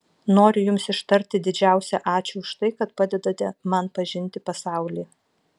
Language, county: Lithuanian, Vilnius